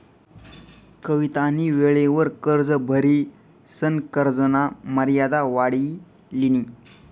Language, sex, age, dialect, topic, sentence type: Marathi, male, 18-24, Northern Konkan, banking, statement